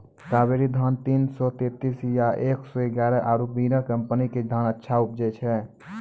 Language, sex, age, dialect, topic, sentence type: Maithili, male, 18-24, Angika, agriculture, question